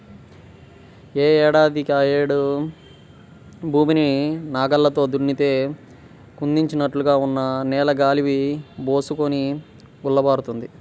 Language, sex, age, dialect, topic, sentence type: Telugu, male, 18-24, Central/Coastal, agriculture, statement